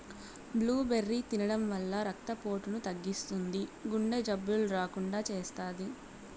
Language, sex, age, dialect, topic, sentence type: Telugu, female, 18-24, Southern, agriculture, statement